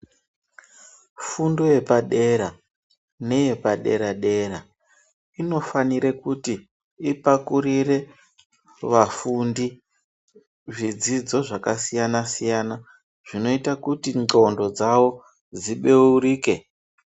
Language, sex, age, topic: Ndau, male, 36-49, education